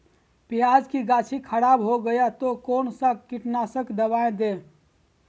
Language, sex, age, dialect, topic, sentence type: Magahi, male, 18-24, Southern, agriculture, question